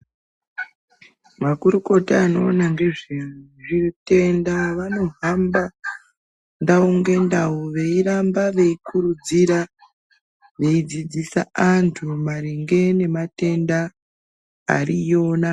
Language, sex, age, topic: Ndau, male, 18-24, health